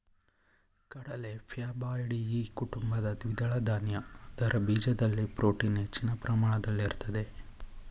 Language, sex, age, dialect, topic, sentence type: Kannada, male, 25-30, Mysore Kannada, agriculture, statement